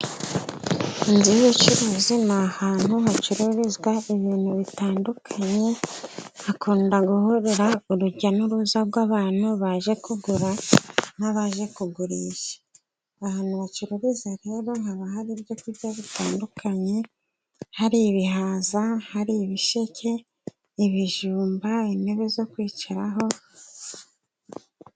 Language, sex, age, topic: Kinyarwanda, female, 25-35, finance